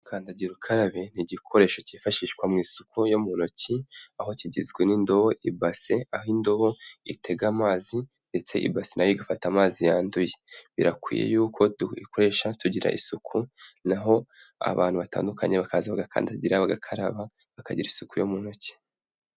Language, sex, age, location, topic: Kinyarwanda, male, 18-24, Kigali, health